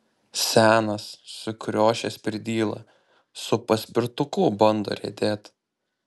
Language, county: Lithuanian, Panevėžys